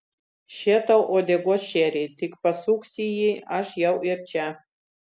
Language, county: Lithuanian, Vilnius